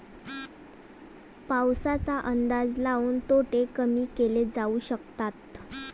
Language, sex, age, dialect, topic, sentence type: Marathi, female, 18-24, Varhadi, agriculture, statement